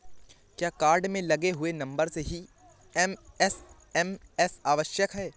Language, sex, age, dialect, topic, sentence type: Hindi, male, 18-24, Awadhi Bundeli, banking, question